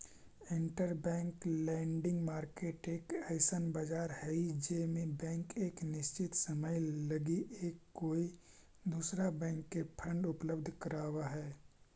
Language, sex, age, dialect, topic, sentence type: Magahi, male, 18-24, Central/Standard, banking, statement